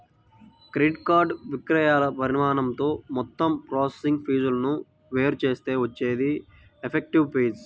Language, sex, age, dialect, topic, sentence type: Telugu, male, 18-24, Central/Coastal, banking, statement